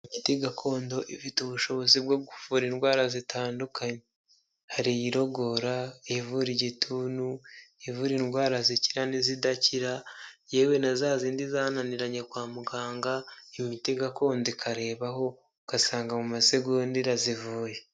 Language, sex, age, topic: Kinyarwanda, male, 18-24, health